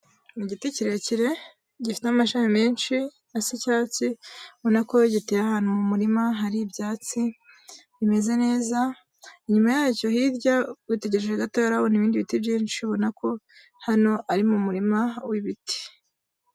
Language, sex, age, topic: Kinyarwanda, female, 18-24, agriculture